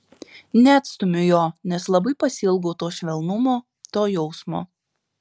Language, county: Lithuanian, Šiauliai